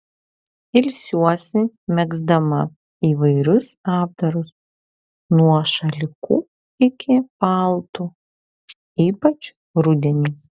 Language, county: Lithuanian, Vilnius